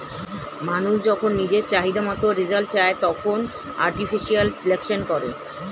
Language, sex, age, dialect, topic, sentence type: Bengali, male, 36-40, Standard Colloquial, agriculture, statement